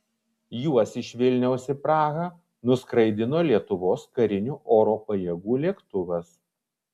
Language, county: Lithuanian, Vilnius